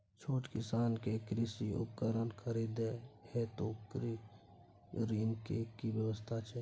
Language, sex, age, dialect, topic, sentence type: Maithili, male, 46-50, Bajjika, agriculture, question